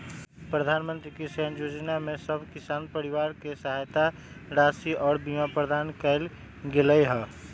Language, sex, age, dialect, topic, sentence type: Magahi, male, 18-24, Western, agriculture, statement